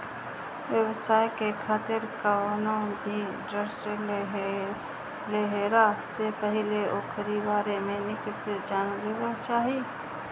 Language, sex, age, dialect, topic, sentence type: Bhojpuri, female, 25-30, Northern, banking, statement